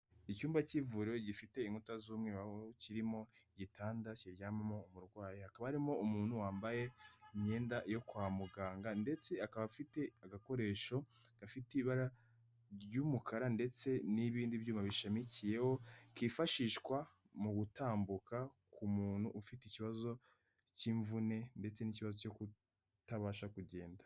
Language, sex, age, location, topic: Kinyarwanda, female, 25-35, Kigali, health